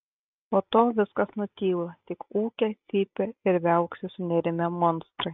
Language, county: Lithuanian, Kaunas